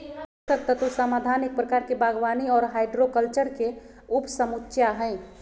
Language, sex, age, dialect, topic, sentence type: Magahi, female, 36-40, Southern, agriculture, statement